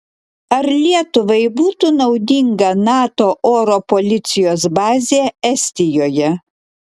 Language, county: Lithuanian, Klaipėda